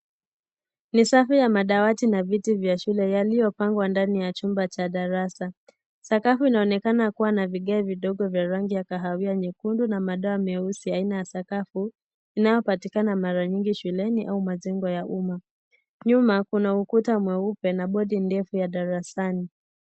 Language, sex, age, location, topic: Swahili, female, 18-24, Kisii, education